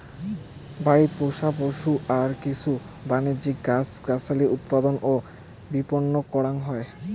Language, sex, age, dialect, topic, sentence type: Bengali, male, 18-24, Rajbangshi, agriculture, statement